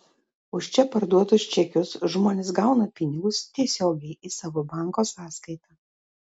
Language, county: Lithuanian, Telšiai